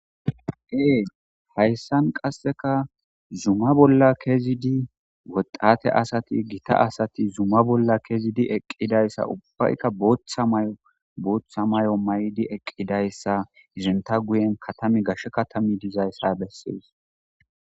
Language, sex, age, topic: Gamo, female, 18-24, government